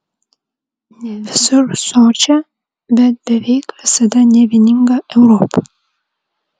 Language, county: Lithuanian, Vilnius